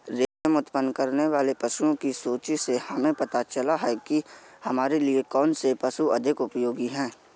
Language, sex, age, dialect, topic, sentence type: Hindi, male, 41-45, Awadhi Bundeli, agriculture, statement